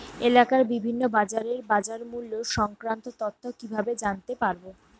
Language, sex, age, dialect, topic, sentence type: Bengali, female, 25-30, Northern/Varendri, agriculture, question